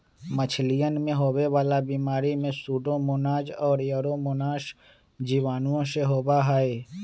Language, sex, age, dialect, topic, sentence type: Magahi, male, 25-30, Western, agriculture, statement